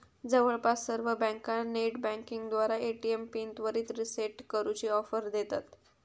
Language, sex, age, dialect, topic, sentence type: Marathi, female, 51-55, Southern Konkan, banking, statement